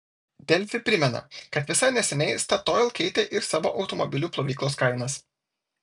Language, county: Lithuanian, Vilnius